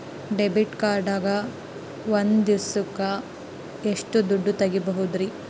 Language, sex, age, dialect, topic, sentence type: Kannada, female, 18-24, Dharwad Kannada, banking, question